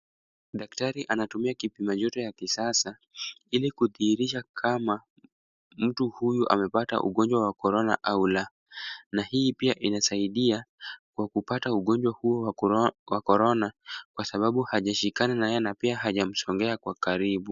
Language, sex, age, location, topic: Swahili, male, 18-24, Kisumu, health